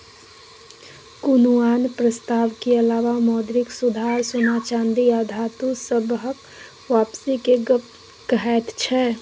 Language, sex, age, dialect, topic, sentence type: Maithili, female, 31-35, Bajjika, banking, statement